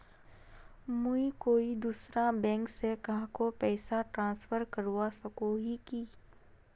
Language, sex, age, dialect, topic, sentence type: Magahi, female, 41-45, Northeastern/Surjapuri, banking, statement